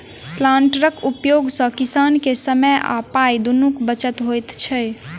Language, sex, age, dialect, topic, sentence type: Maithili, female, 18-24, Southern/Standard, agriculture, statement